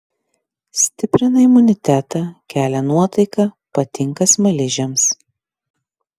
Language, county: Lithuanian, Klaipėda